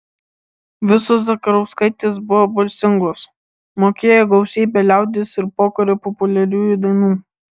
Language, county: Lithuanian, Alytus